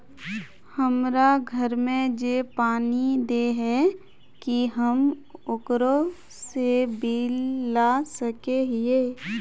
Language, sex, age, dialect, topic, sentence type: Magahi, female, 25-30, Northeastern/Surjapuri, banking, question